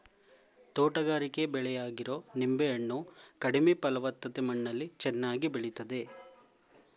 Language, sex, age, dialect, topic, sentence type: Kannada, male, 25-30, Mysore Kannada, agriculture, statement